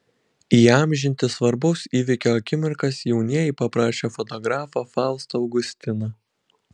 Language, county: Lithuanian, Kaunas